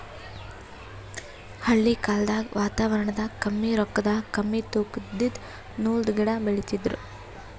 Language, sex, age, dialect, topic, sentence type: Kannada, female, 18-24, Northeastern, agriculture, statement